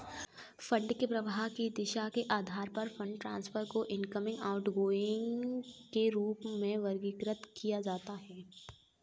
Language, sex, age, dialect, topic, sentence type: Hindi, female, 18-24, Kanauji Braj Bhasha, banking, statement